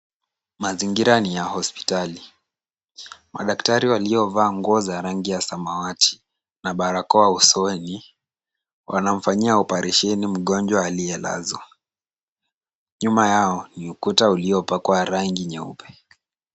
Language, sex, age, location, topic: Swahili, male, 18-24, Kisumu, health